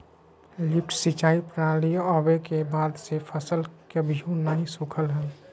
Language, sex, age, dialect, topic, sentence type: Magahi, male, 36-40, Southern, agriculture, statement